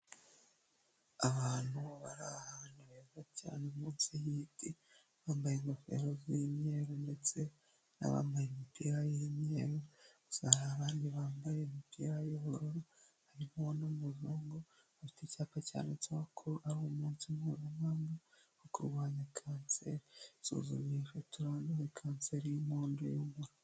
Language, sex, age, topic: Kinyarwanda, female, 18-24, health